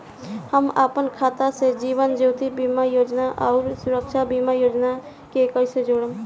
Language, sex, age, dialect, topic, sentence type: Bhojpuri, female, 18-24, Southern / Standard, banking, question